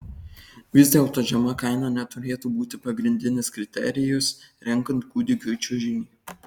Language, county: Lithuanian, Kaunas